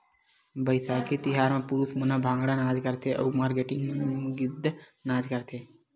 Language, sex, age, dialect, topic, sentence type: Chhattisgarhi, male, 18-24, Western/Budati/Khatahi, agriculture, statement